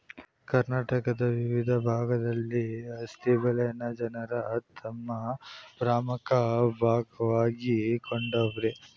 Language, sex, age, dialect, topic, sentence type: Kannada, male, 18-24, Mysore Kannada, agriculture, statement